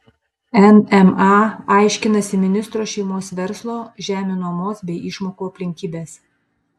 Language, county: Lithuanian, Panevėžys